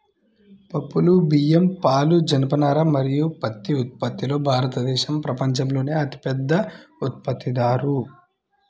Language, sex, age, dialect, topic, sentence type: Telugu, male, 25-30, Central/Coastal, agriculture, statement